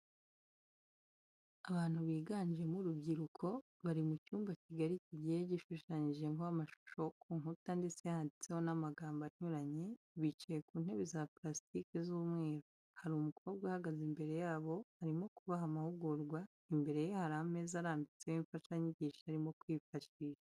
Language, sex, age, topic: Kinyarwanda, female, 25-35, education